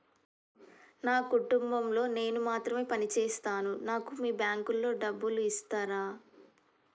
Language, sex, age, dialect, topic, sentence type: Telugu, male, 18-24, Telangana, banking, question